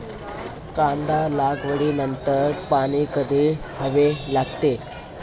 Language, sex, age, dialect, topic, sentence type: Marathi, male, 18-24, Standard Marathi, agriculture, question